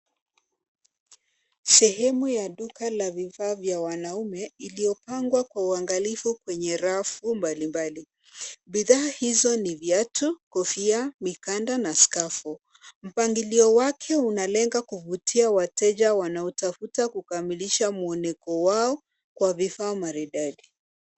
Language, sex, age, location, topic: Swahili, female, 25-35, Nairobi, finance